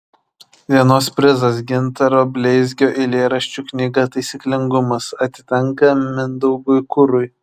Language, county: Lithuanian, Šiauliai